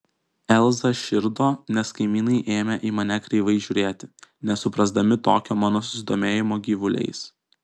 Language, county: Lithuanian, Kaunas